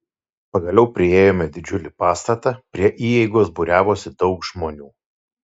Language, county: Lithuanian, Šiauliai